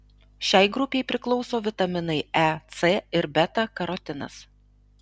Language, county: Lithuanian, Alytus